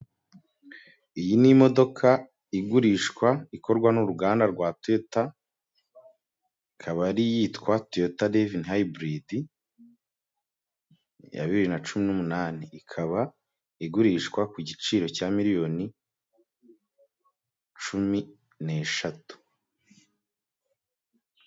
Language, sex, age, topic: Kinyarwanda, male, 25-35, finance